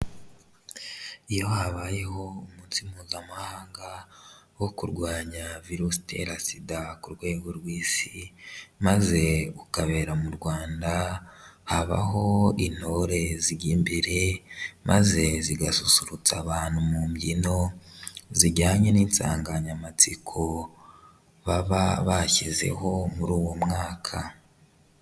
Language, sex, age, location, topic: Kinyarwanda, male, 25-35, Huye, health